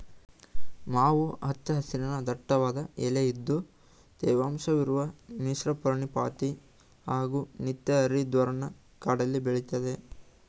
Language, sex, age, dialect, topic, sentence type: Kannada, male, 18-24, Mysore Kannada, agriculture, statement